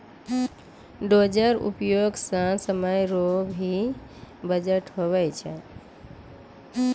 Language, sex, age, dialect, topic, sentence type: Maithili, female, 25-30, Angika, agriculture, statement